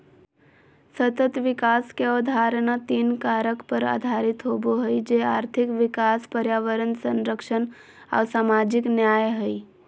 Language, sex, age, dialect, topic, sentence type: Magahi, male, 18-24, Southern, agriculture, statement